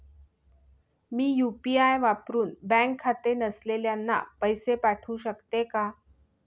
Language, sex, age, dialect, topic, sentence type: Marathi, female, 41-45, Northern Konkan, banking, question